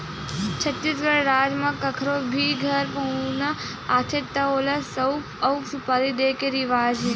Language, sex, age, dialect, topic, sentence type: Chhattisgarhi, female, 18-24, Western/Budati/Khatahi, agriculture, statement